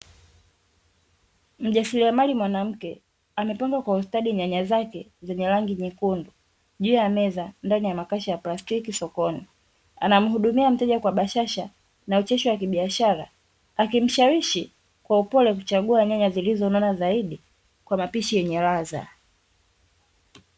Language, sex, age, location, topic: Swahili, female, 18-24, Dar es Salaam, finance